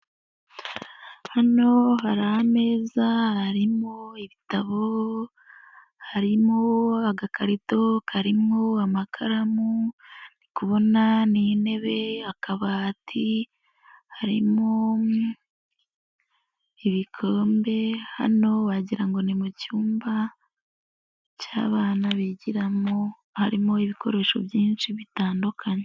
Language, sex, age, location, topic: Kinyarwanda, female, 18-24, Nyagatare, education